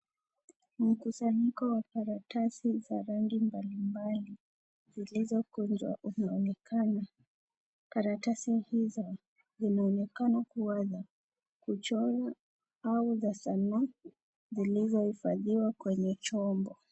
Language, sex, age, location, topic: Swahili, female, 18-24, Kisii, education